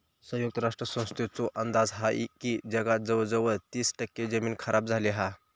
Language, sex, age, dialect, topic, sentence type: Marathi, male, 18-24, Southern Konkan, agriculture, statement